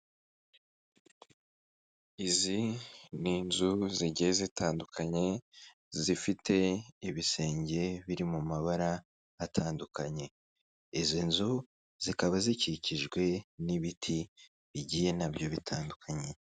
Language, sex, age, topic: Kinyarwanda, male, 25-35, government